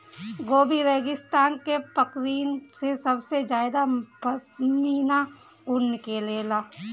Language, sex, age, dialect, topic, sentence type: Bhojpuri, female, 18-24, Northern, agriculture, statement